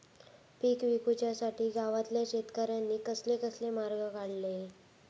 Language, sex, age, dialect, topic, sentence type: Marathi, female, 18-24, Southern Konkan, agriculture, question